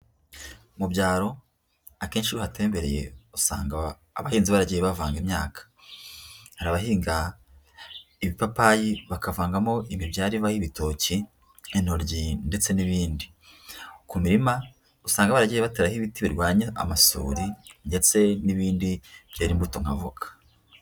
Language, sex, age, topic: Kinyarwanda, female, 25-35, agriculture